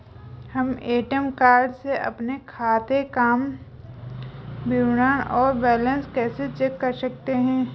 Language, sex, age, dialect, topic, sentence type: Hindi, female, 25-30, Garhwali, banking, question